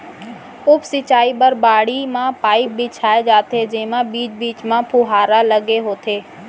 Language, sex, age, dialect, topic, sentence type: Chhattisgarhi, female, 25-30, Central, agriculture, statement